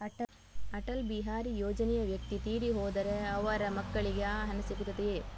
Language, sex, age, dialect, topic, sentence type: Kannada, female, 18-24, Coastal/Dakshin, banking, question